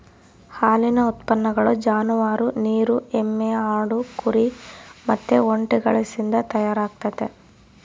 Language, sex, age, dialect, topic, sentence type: Kannada, female, 18-24, Central, agriculture, statement